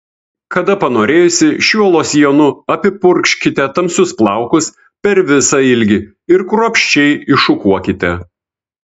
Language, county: Lithuanian, Vilnius